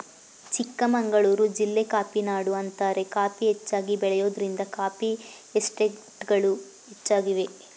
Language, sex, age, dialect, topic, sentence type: Kannada, female, 41-45, Mysore Kannada, agriculture, statement